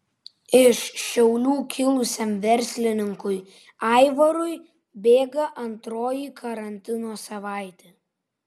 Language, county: Lithuanian, Vilnius